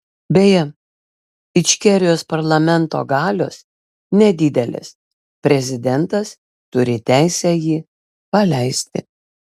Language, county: Lithuanian, Vilnius